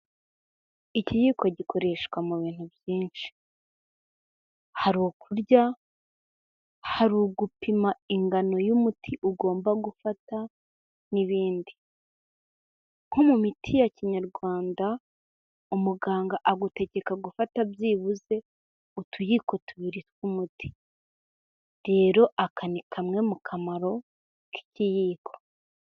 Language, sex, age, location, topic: Kinyarwanda, female, 18-24, Kigali, health